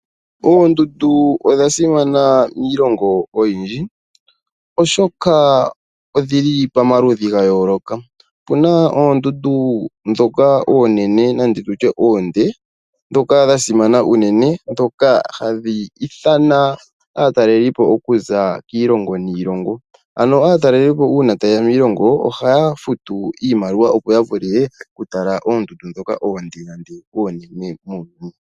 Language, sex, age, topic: Oshiwambo, male, 18-24, agriculture